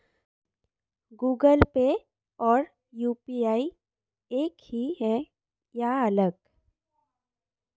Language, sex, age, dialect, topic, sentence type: Hindi, female, 18-24, Marwari Dhudhari, banking, question